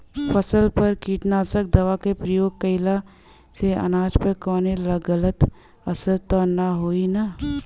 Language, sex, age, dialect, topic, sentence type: Bhojpuri, female, 18-24, Western, agriculture, question